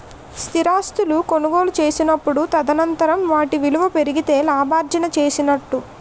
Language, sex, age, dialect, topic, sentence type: Telugu, female, 18-24, Utterandhra, banking, statement